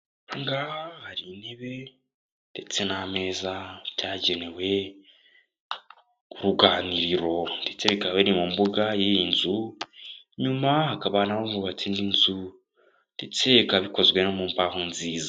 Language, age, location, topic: Kinyarwanda, 18-24, Kigali, finance